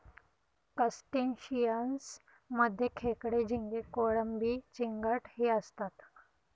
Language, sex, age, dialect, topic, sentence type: Marathi, female, 18-24, Northern Konkan, agriculture, statement